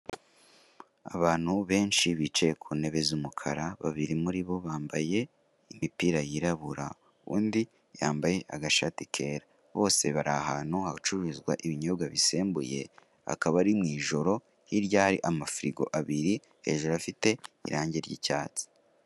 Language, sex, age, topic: Kinyarwanda, male, 18-24, finance